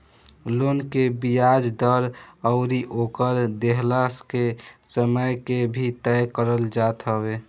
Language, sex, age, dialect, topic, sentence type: Bhojpuri, male, <18, Northern, banking, statement